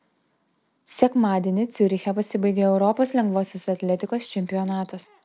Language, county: Lithuanian, Telšiai